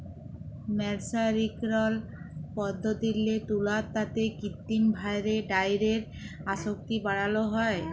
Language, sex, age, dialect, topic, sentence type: Bengali, female, 25-30, Jharkhandi, agriculture, statement